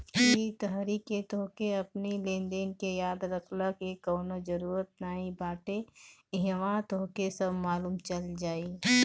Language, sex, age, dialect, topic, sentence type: Bhojpuri, female, 25-30, Northern, banking, statement